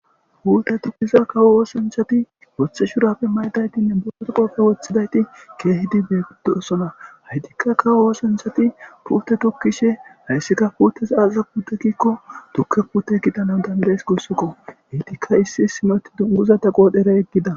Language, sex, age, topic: Gamo, male, 25-35, agriculture